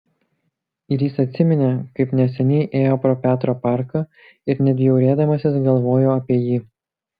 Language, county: Lithuanian, Kaunas